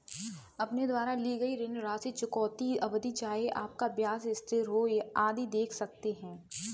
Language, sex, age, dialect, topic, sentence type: Hindi, female, 18-24, Kanauji Braj Bhasha, banking, statement